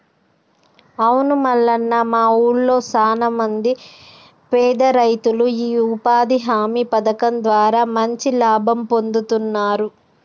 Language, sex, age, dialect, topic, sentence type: Telugu, female, 31-35, Telangana, banking, statement